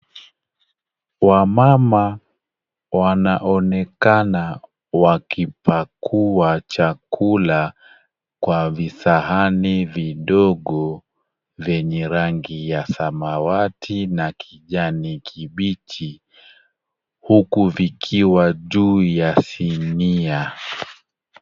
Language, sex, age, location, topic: Swahili, male, 36-49, Kisumu, agriculture